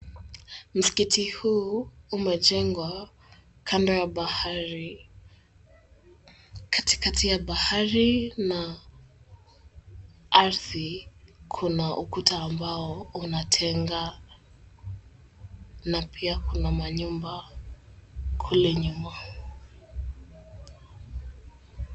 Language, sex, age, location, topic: Swahili, female, 18-24, Mombasa, government